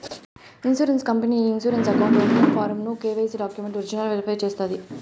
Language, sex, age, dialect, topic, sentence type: Telugu, female, 18-24, Southern, banking, statement